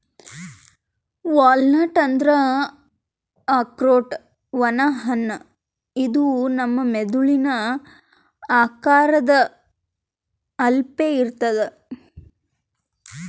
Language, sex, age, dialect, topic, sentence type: Kannada, female, 18-24, Northeastern, agriculture, statement